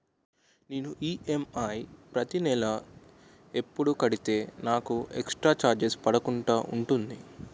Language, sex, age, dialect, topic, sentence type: Telugu, male, 18-24, Utterandhra, banking, question